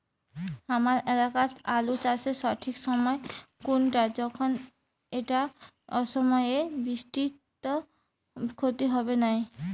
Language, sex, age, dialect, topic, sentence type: Bengali, female, 25-30, Rajbangshi, agriculture, question